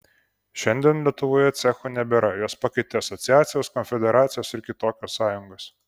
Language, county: Lithuanian, Kaunas